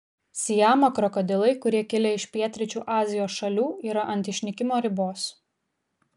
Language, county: Lithuanian, Kaunas